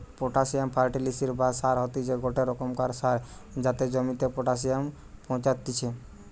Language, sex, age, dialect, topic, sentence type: Bengali, male, 18-24, Western, agriculture, statement